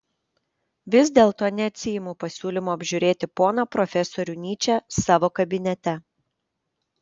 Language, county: Lithuanian, Panevėžys